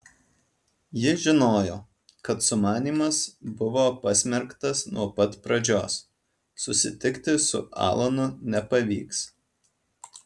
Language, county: Lithuanian, Alytus